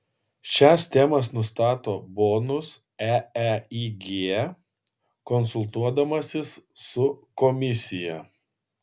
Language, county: Lithuanian, Kaunas